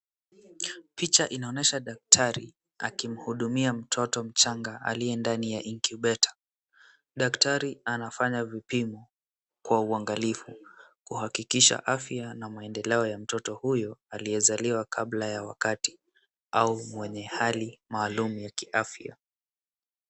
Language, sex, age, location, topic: Swahili, male, 18-24, Wajir, health